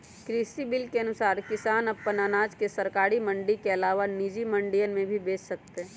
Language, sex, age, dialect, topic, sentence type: Magahi, female, 25-30, Western, agriculture, statement